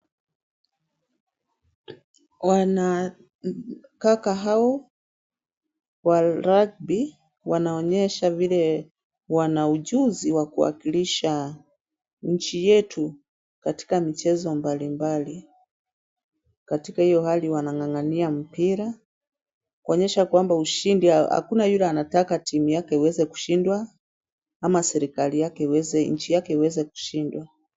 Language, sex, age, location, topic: Swahili, female, 36-49, Kisumu, government